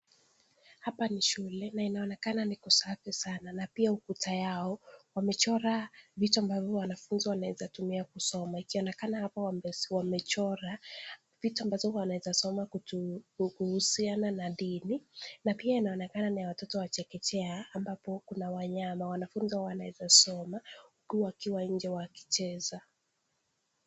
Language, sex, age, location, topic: Swahili, male, 18-24, Nakuru, education